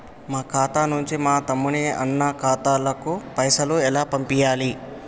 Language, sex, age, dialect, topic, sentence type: Telugu, male, 18-24, Telangana, banking, question